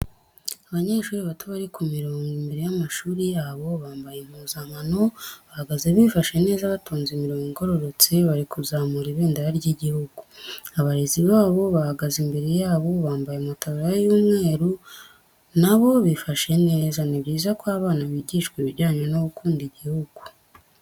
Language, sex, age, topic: Kinyarwanda, female, 18-24, education